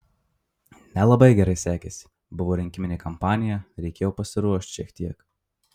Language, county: Lithuanian, Marijampolė